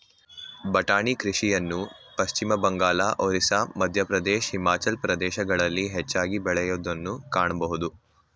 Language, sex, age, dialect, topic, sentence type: Kannada, male, 18-24, Mysore Kannada, agriculture, statement